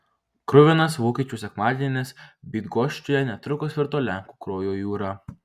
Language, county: Lithuanian, Marijampolė